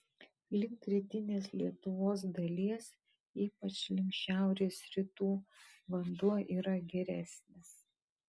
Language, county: Lithuanian, Kaunas